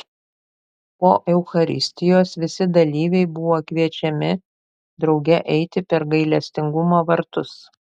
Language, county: Lithuanian, Panevėžys